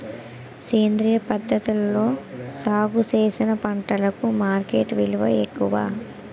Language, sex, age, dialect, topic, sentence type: Telugu, female, 18-24, Utterandhra, agriculture, statement